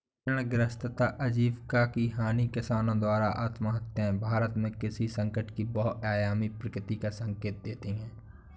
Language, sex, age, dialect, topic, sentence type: Hindi, male, 25-30, Awadhi Bundeli, agriculture, statement